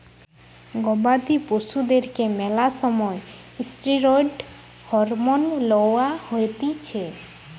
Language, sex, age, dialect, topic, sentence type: Bengali, female, 18-24, Western, agriculture, statement